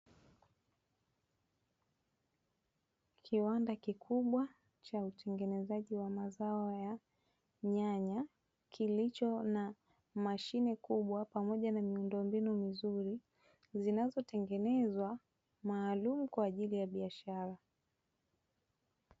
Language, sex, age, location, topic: Swahili, female, 25-35, Dar es Salaam, agriculture